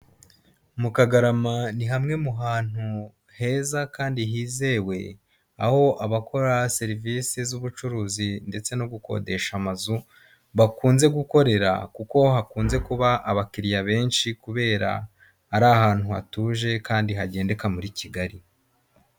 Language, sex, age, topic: Kinyarwanda, male, 25-35, finance